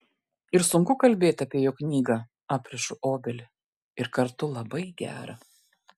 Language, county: Lithuanian, Klaipėda